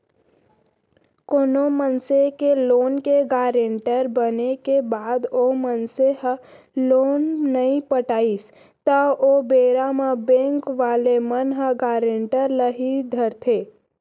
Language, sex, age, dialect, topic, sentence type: Chhattisgarhi, male, 25-30, Central, banking, statement